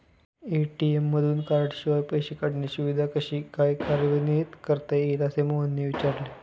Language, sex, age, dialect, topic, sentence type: Marathi, male, 18-24, Standard Marathi, banking, statement